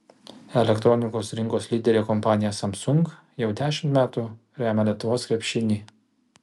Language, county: Lithuanian, Kaunas